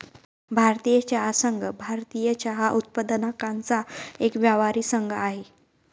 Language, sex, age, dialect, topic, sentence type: Marathi, female, 18-24, Northern Konkan, agriculture, statement